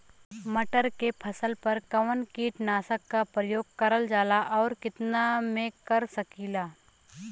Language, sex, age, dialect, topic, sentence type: Bhojpuri, female, 25-30, Western, agriculture, question